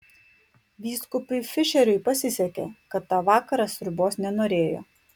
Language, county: Lithuanian, Klaipėda